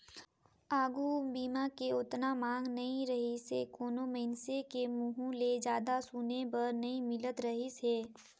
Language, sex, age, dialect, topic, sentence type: Chhattisgarhi, female, 18-24, Northern/Bhandar, banking, statement